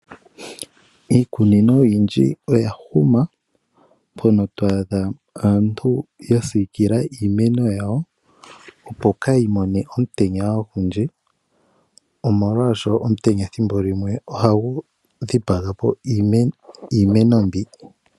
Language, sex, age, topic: Oshiwambo, male, 25-35, agriculture